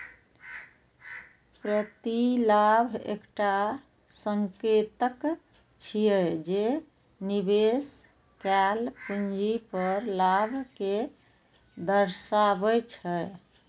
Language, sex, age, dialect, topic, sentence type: Maithili, female, 18-24, Eastern / Thethi, banking, statement